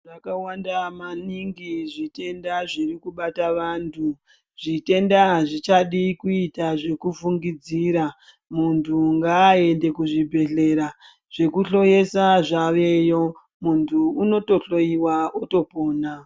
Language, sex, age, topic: Ndau, female, 25-35, health